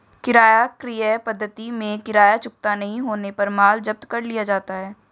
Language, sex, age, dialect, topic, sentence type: Hindi, female, 18-24, Marwari Dhudhari, banking, statement